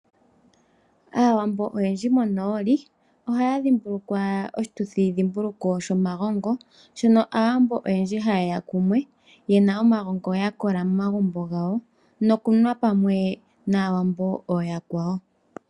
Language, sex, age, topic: Oshiwambo, female, 25-35, agriculture